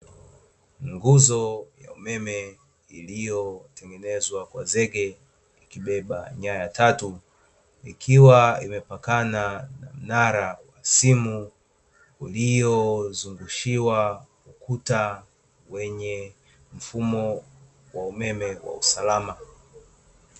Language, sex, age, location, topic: Swahili, male, 25-35, Dar es Salaam, government